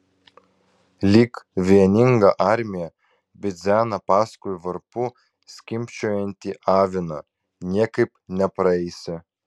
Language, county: Lithuanian, Vilnius